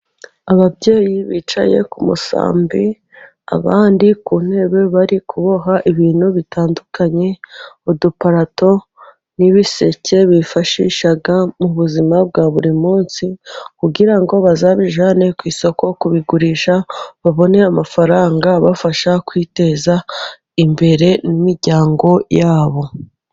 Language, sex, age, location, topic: Kinyarwanda, female, 18-24, Musanze, government